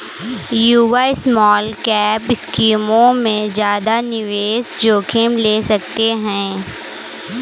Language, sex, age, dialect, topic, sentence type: Hindi, female, 18-24, Kanauji Braj Bhasha, banking, statement